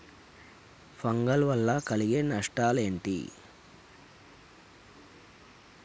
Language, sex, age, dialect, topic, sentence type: Telugu, male, 31-35, Telangana, agriculture, question